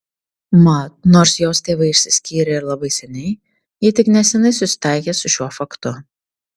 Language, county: Lithuanian, Tauragė